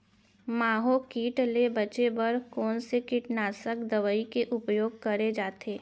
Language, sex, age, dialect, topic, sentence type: Chhattisgarhi, female, 25-30, Central, agriculture, question